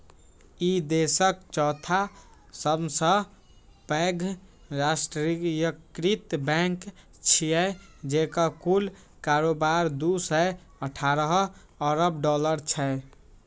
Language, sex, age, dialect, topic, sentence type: Maithili, male, 18-24, Eastern / Thethi, banking, statement